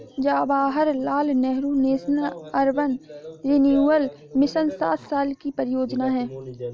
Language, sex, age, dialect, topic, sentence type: Hindi, female, 56-60, Hindustani Malvi Khadi Boli, banking, statement